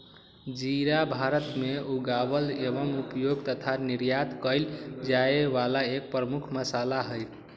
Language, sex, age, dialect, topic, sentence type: Magahi, male, 18-24, Western, agriculture, statement